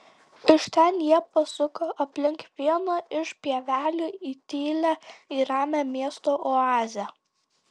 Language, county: Lithuanian, Tauragė